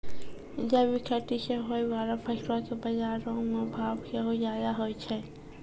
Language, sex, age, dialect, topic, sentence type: Maithili, female, 18-24, Angika, agriculture, statement